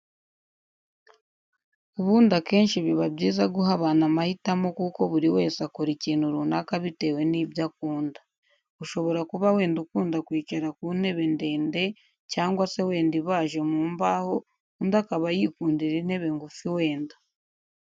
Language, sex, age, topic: Kinyarwanda, female, 18-24, education